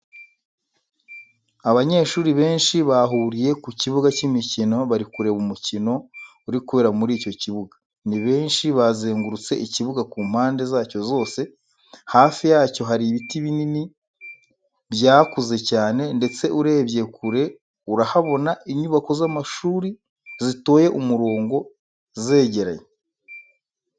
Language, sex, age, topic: Kinyarwanda, male, 25-35, education